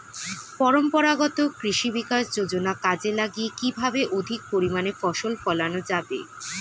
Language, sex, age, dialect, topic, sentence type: Bengali, female, 18-24, Standard Colloquial, agriculture, question